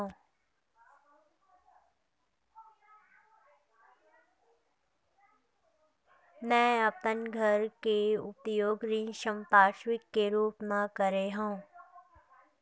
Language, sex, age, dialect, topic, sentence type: Chhattisgarhi, female, 56-60, Central, banking, statement